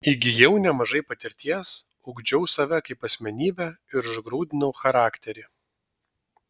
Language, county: Lithuanian, Vilnius